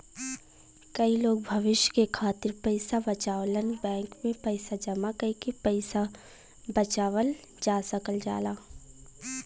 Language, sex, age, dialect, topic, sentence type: Bhojpuri, female, 18-24, Western, banking, statement